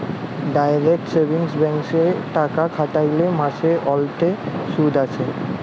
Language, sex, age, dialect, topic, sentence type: Bengali, male, 18-24, Jharkhandi, banking, statement